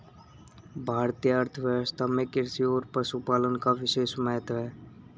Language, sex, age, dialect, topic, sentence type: Hindi, male, 18-24, Marwari Dhudhari, agriculture, statement